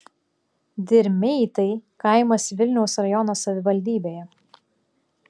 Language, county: Lithuanian, Klaipėda